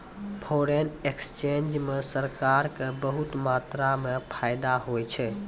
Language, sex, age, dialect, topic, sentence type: Maithili, male, 18-24, Angika, banking, statement